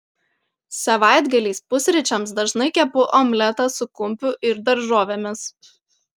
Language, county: Lithuanian, Panevėžys